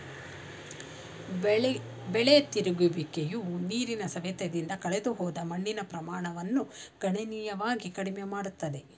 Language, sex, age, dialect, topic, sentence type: Kannada, female, 46-50, Mysore Kannada, agriculture, statement